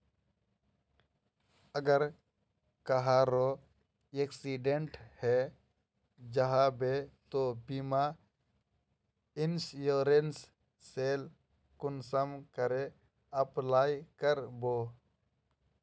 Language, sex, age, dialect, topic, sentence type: Magahi, male, 18-24, Northeastern/Surjapuri, banking, question